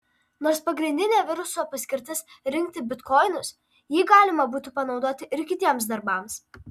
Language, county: Lithuanian, Alytus